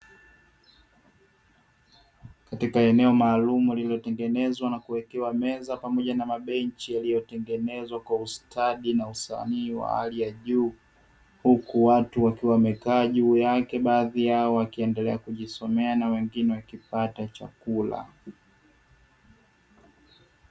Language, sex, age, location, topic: Swahili, male, 18-24, Dar es Salaam, education